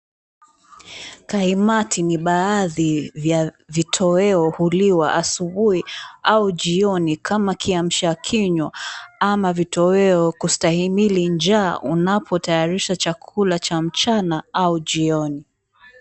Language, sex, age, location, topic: Swahili, female, 36-49, Mombasa, agriculture